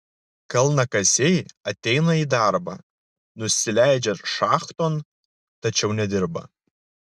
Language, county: Lithuanian, Klaipėda